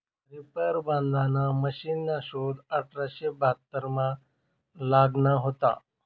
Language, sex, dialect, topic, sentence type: Marathi, male, Northern Konkan, agriculture, statement